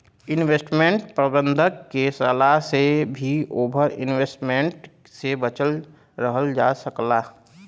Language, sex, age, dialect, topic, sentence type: Bhojpuri, male, 25-30, Western, banking, statement